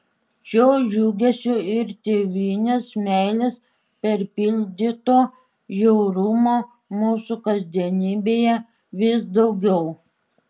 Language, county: Lithuanian, Šiauliai